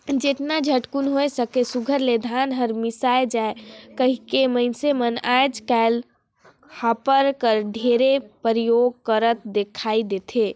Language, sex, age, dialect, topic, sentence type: Chhattisgarhi, male, 56-60, Northern/Bhandar, agriculture, statement